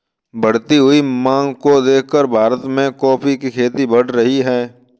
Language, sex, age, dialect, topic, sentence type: Hindi, male, 18-24, Kanauji Braj Bhasha, agriculture, statement